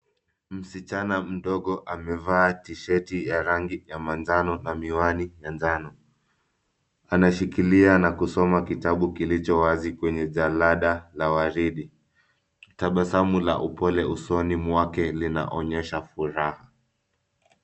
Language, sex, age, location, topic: Swahili, male, 25-35, Nairobi, education